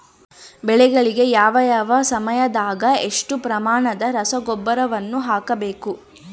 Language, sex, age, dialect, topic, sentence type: Kannada, female, 18-24, Central, agriculture, question